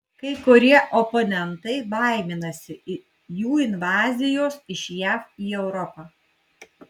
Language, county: Lithuanian, Kaunas